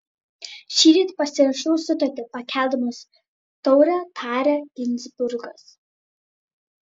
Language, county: Lithuanian, Vilnius